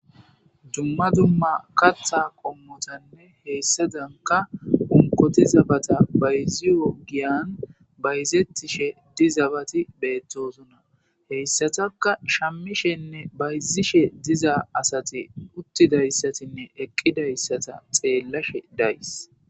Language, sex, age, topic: Gamo, male, 25-35, agriculture